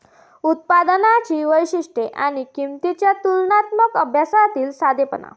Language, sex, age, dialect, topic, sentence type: Marathi, female, 51-55, Varhadi, banking, statement